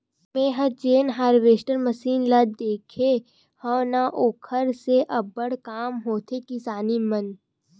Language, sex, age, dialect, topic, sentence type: Chhattisgarhi, female, 18-24, Western/Budati/Khatahi, agriculture, statement